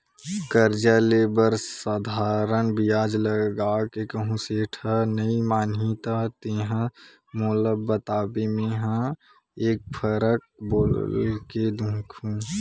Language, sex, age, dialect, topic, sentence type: Chhattisgarhi, male, 18-24, Western/Budati/Khatahi, banking, statement